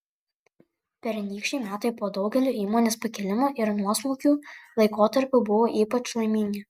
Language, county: Lithuanian, Kaunas